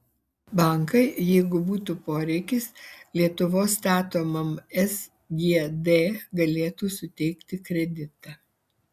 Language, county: Lithuanian, Alytus